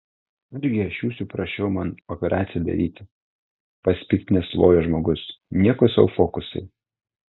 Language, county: Lithuanian, Telšiai